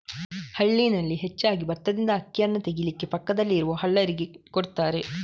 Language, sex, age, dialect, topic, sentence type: Kannada, male, 31-35, Coastal/Dakshin, agriculture, statement